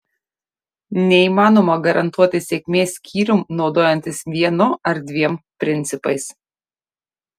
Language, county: Lithuanian, Šiauliai